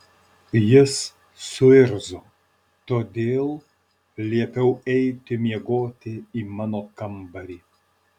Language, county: Lithuanian, Alytus